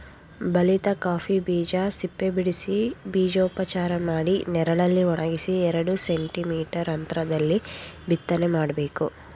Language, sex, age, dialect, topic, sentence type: Kannada, female, 51-55, Mysore Kannada, agriculture, statement